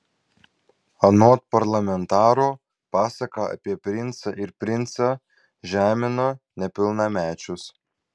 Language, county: Lithuanian, Vilnius